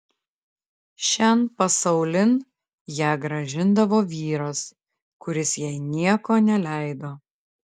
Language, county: Lithuanian, Klaipėda